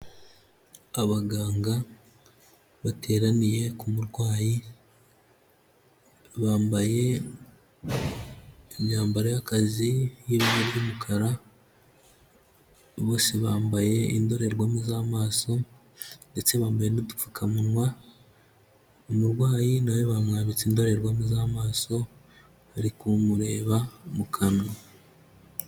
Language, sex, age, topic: Kinyarwanda, male, 25-35, health